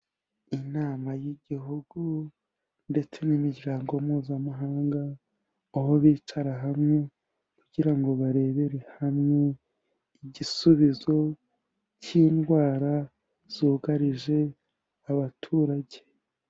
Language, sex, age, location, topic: Kinyarwanda, male, 18-24, Kigali, health